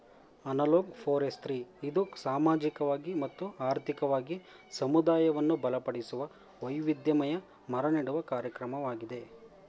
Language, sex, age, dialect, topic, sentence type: Kannada, male, 25-30, Mysore Kannada, agriculture, statement